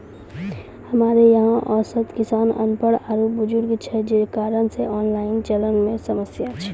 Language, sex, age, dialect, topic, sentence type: Maithili, female, 18-24, Angika, agriculture, question